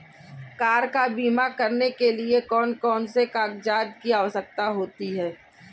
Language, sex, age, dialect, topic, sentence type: Hindi, female, 36-40, Kanauji Braj Bhasha, banking, question